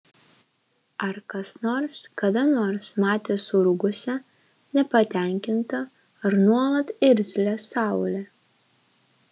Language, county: Lithuanian, Vilnius